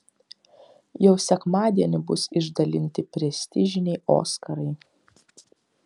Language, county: Lithuanian, Kaunas